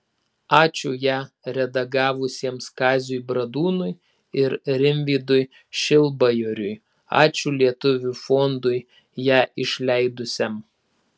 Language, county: Lithuanian, Klaipėda